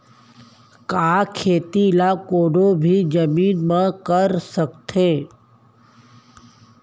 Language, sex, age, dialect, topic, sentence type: Chhattisgarhi, female, 18-24, Central, agriculture, question